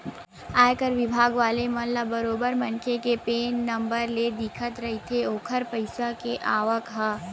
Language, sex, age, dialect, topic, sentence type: Chhattisgarhi, female, 60-100, Western/Budati/Khatahi, banking, statement